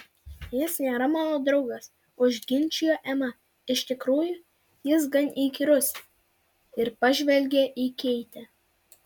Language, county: Lithuanian, Vilnius